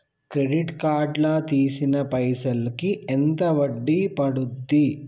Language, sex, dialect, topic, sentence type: Telugu, male, Telangana, banking, question